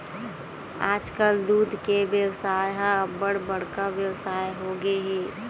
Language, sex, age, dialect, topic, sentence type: Chhattisgarhi, female, 25-30, Western/Budati/Khatahi, agriculture, statement